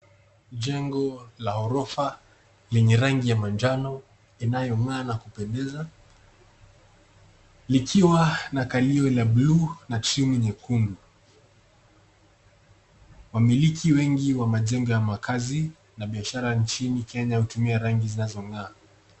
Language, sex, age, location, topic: Swahili, male, 18-24, Nairobi, finance